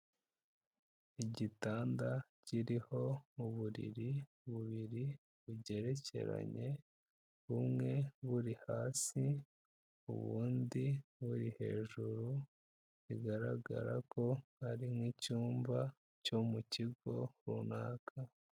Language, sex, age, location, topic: Kinyarwanda, female, 18-24, Kigali, education